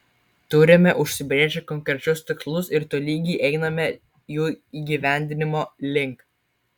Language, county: Lithuanian, Kaunas